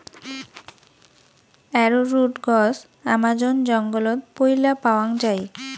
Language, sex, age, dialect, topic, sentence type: Bengali, female, 18-24, Rajbangshi, agriculture, statement